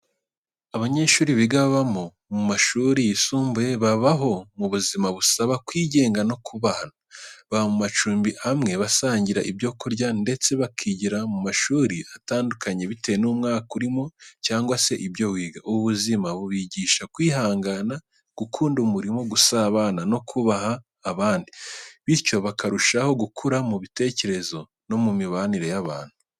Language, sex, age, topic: Kinyarwanda, male, 18-24, education